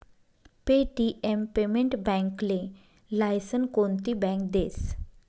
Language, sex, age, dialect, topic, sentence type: Marathi, female, 25-30, Northern Konkan, banking, statement